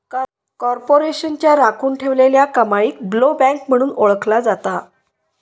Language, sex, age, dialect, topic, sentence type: Marathi, female, 56-60, Southern Konkan, banking, statement